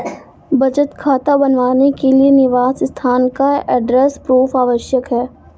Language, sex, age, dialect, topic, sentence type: Hindi, female, 46-50, Awadhi Bundeli, banking, statement